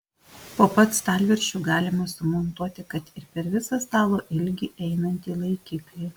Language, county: Lithuanian, Alytus